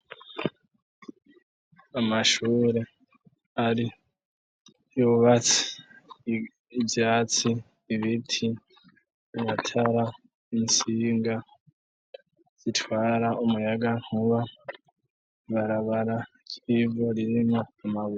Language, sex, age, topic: Rundi, female, 25-35, education